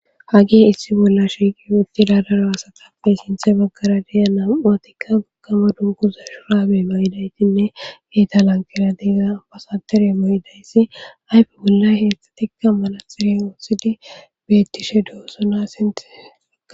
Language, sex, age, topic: Gamo, female, 25-35, government